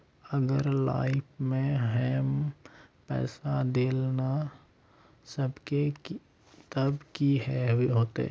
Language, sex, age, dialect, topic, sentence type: Magahi, male, 18-24, Northeastern/Surjapuri, banking, question